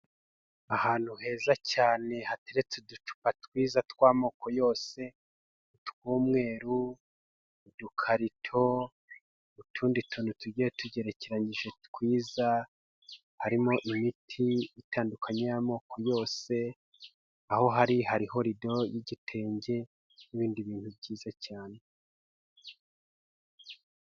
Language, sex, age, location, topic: Kinyarwanda, male, 25-35, Huye, health